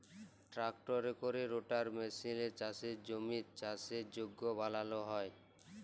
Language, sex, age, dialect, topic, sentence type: Bengali, male, 18-24, Jharkhandi, agriculture, statement